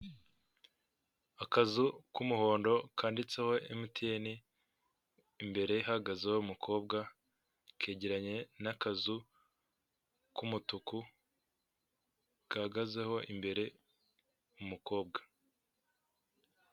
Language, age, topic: Kinyarwanda, 18-24, finance